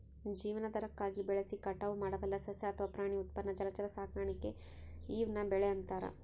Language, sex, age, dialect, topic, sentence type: Kannada, female, 18-24, Central, agriculture, statement